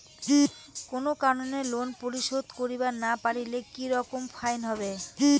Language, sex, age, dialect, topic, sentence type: Bengali, female, 18-24, Rajbangshi, banking, question